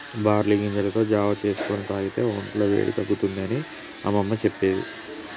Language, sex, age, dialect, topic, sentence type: Telugu, male, 31-35, Telangana, agriculture, statement